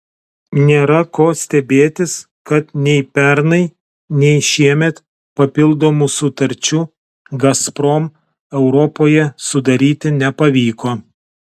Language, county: Lithuanian, Telšiai